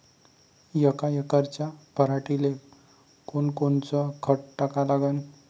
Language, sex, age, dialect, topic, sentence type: Marathi, male, 25-30, Varhadi, agriculture, question